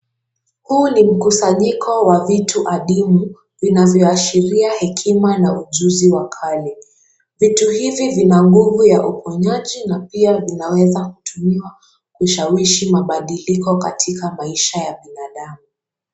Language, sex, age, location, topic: Swahili, female, 18-24, Kisumu, health